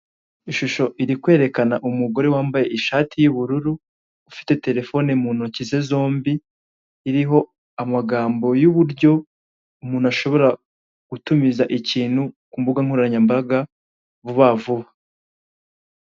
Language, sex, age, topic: Kinyarwanda, male, 18-24, finance